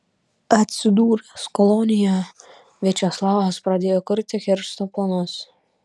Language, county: Lithuanian, Panevėžys